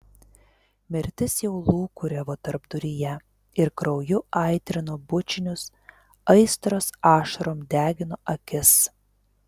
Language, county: Lithuanian, Telšiai